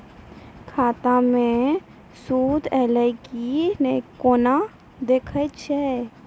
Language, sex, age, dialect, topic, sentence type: Maithili, female, 18-24, Angika, banking, question